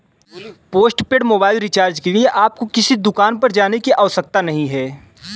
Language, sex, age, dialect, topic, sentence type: Hindi, male, 18-24, Kanauji Braj Bhasha, banking, statement